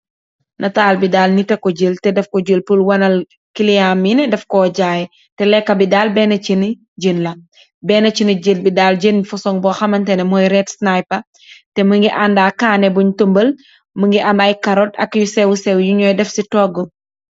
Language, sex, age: Wolof, female, 18-24